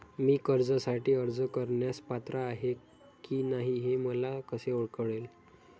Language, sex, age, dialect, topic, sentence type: Marathi, male, 46-50, Standard Marathi, banking, statement